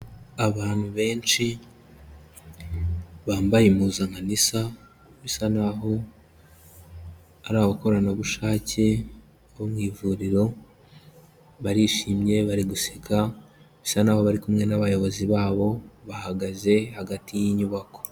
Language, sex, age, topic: Kinyarwanda, male, 25-35, health